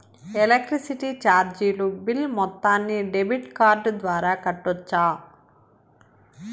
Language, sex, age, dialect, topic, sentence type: Telugu, male, 56-60, Southern, banking, question